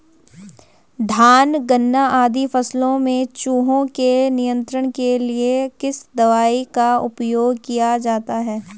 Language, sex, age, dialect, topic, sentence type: Hindi, female, 18-24, Garhwali, agriculture, question